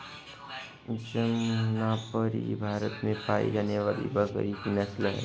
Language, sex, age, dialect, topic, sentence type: Hindi, male, 25-30, Hindustani Malvi Khadi Boli, agriculture, statement